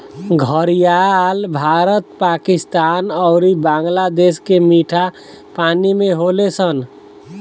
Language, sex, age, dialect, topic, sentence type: Bhojpuri, male, 25-30, Southern / Standard, agriculture, statement